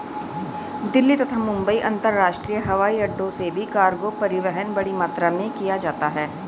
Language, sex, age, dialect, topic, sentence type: Hindi, female, 41-45, Hindustani Malvi Khadi Boli, banking, statement